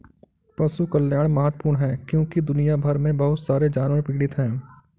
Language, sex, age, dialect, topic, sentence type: Hindi, male, 56-60, Kanauji Braj Bhasha, agriculture, statement